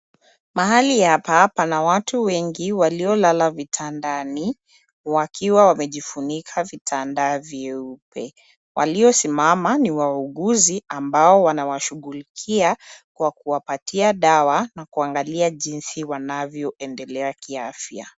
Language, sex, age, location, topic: Swahili, female, 25-35, Nairobi, health